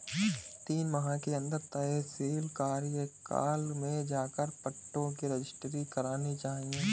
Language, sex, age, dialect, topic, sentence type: Hindi, male, 25-30, Marwari Dhudhari, banking, statement